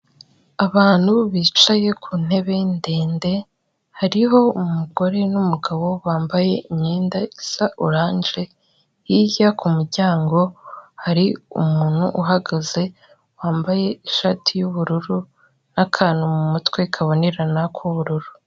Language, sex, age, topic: Kinyarwanda, female, 18-24, government